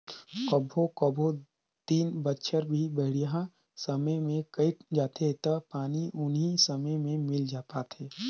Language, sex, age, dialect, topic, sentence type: Chhattisgarhi, male, 25-30, Northern/Bhandar, banking, statement